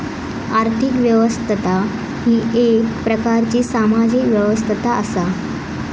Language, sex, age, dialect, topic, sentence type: Marathi, female, 18-24, Southern Konkan, banking, statement